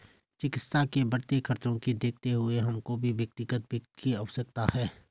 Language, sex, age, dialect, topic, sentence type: Hindi, male, 25-30, Garhwali, banking, statement